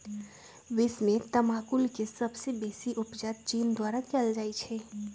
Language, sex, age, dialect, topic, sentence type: Magahi, female, 25-30, Western, agriculture, statement